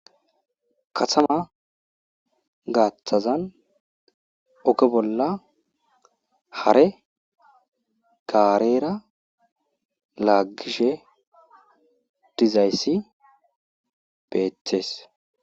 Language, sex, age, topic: Gamo, male, 18-24, government